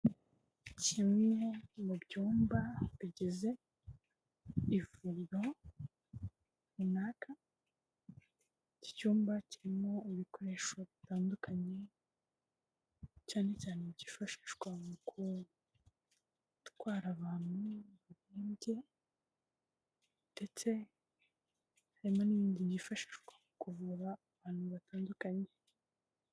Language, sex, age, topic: Kinyarwanda, female, 18-24, health